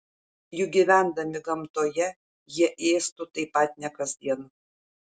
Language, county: Lithuanian, Šiauliai